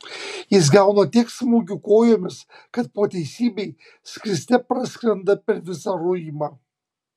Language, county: Lithuanian, Kaunas